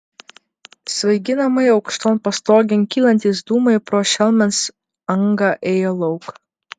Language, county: Lithuanian, Vilnius